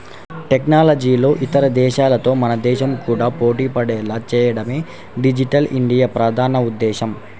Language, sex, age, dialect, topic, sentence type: Telugu, male, 51-55, Central/Coastal, banking, statement